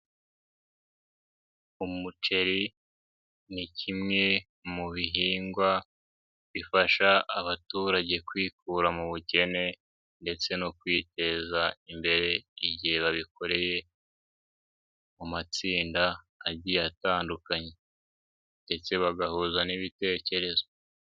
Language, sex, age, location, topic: Kinyarwanda, male, 18-24, Nyagatare, agriculture